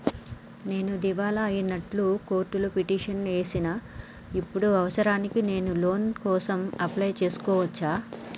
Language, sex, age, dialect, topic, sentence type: Telugu, male, 31-35, Telangana, banking, question